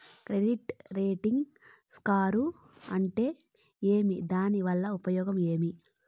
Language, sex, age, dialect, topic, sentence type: Telugu, female, 25-30, Southern, banking, question